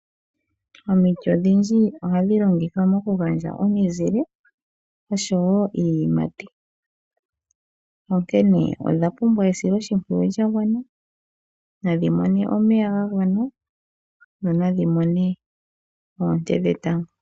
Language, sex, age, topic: Oshiwambo, female, 36-49, agriculture